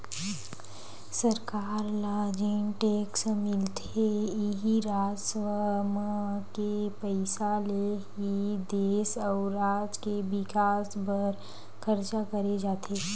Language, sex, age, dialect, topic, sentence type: Chhattisgarhi, female, 18-24, Western/Budati/Khatahi, banking, statement